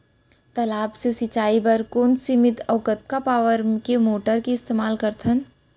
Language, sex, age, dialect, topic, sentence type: Chhattisgarhi, female, 18-24, Central, agriculture, question